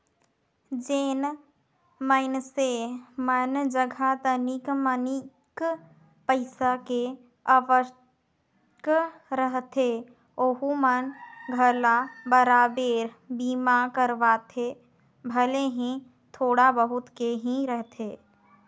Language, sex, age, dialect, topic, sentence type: Chhattisgarhi, female, 25-30, Northern/Bhandar, banking, statement